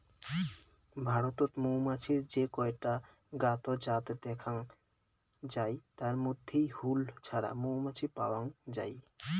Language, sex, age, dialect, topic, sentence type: Bengali, male, 18-24, Rajbangshi, agriculture, statement